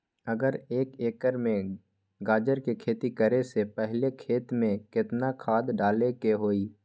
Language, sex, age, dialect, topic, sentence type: Magahi, male, 18-24, Western, agriculture, question